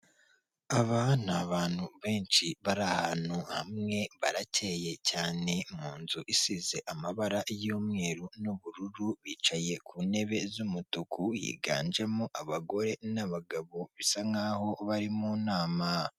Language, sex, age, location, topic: Kinyarwanda, female, 18-24, Kigali, government